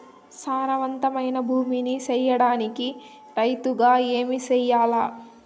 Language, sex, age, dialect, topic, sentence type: Telugu, female, 18-24, Southern, agriculture, question